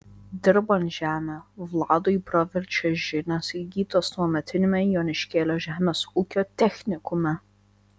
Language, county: Lithuanian, Vilnius